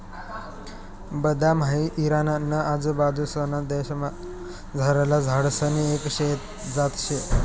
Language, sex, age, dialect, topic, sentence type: Marathi, male, 18-24, Northern Konkan, agriculture, statement